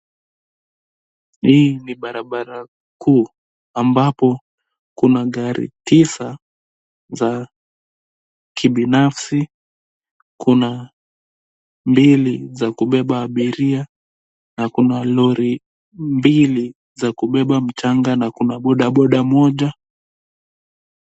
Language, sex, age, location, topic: Swahili, male, 18-24, Nairobi, government